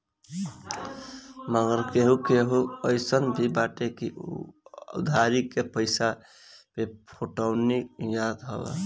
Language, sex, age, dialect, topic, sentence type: Bhojpuri, female, 18-24, Northern, banking, statement